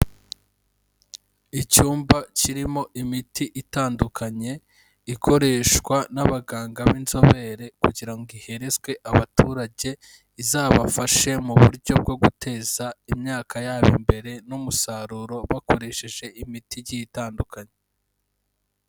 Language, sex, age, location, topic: Kinyarwanda, male, 25-35, Kigali, agriculture